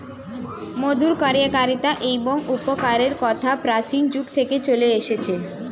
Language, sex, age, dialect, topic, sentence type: Bengali, female, 18-24, Standard Colloquial, agriculture, statement